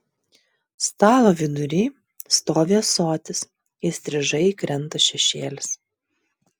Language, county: Lithuanian, Vilnius